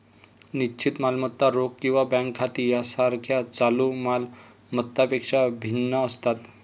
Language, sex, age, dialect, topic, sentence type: Marathi, male, 25-30, Varhadi, banking, statement